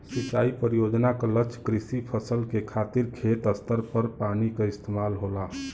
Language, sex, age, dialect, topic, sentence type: Bhojpuri, male, 36-40, Western, agriculture, statement